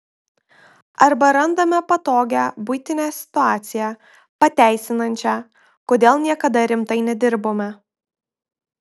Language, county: Lithuanian, Marijampolė